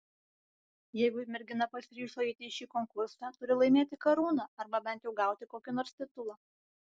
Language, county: Lithuanian, Vilnius